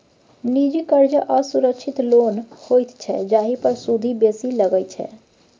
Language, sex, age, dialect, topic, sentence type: Maithili, female, 18-24, Bajjika, banking, statement